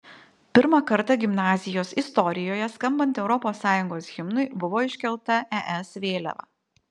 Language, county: Lithuanian, Vilnius